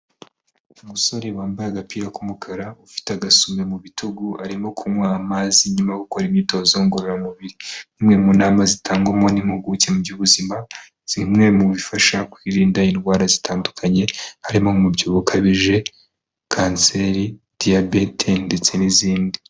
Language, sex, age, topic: Kinyarwanda, male, 18-24, health